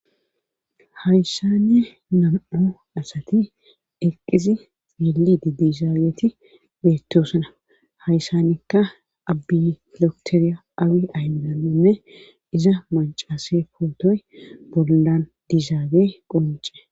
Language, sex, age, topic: Gamo, female, 36-49, government